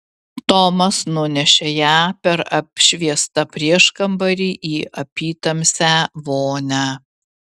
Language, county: Lithuanian, Vilnius